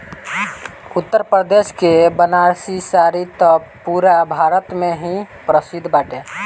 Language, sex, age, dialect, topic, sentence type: Bhojpuri, male, 18-24, Northern, agriculture, statement